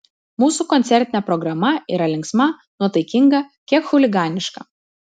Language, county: Lithuanian, Vilnius